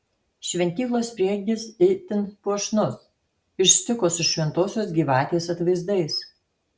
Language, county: Lithuanian, Alytus